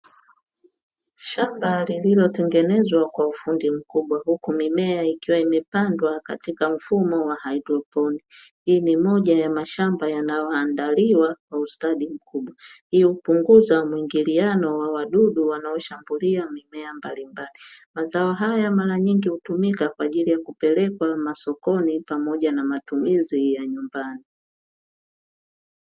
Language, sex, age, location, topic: Swahili, female, 25-35, Dar es Salaam, agriculture